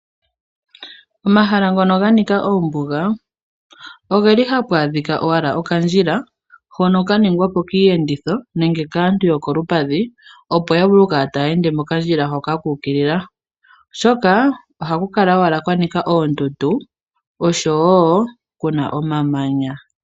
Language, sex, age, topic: Oshiwambo, female, 18-24, agriculture